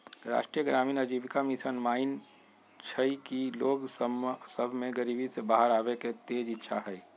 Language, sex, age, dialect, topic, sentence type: Magahi, male, 46-50, Western, banking, statement